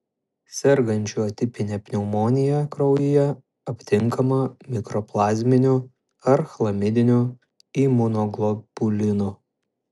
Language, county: Lithuanian, Šiauliai